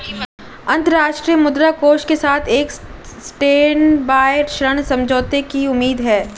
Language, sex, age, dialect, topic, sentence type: Hindi, female, 18-24, Marwari Dhudhari, banking, statement